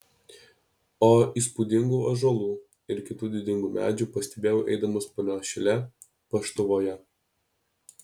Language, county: Lithuanian, Alytus